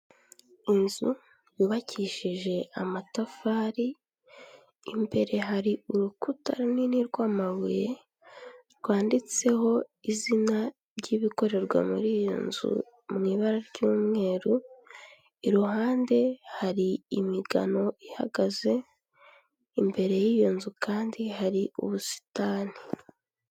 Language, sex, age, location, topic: Kinyarwanda, female, 18-24, Kigali, health